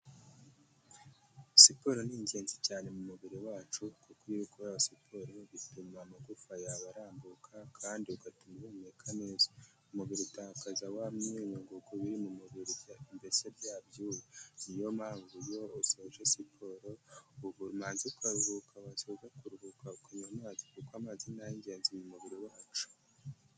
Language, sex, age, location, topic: Kinyarwanda, male, 18-24, Kigali, health